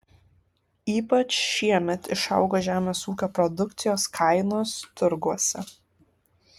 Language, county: Lithuanian, Kaunas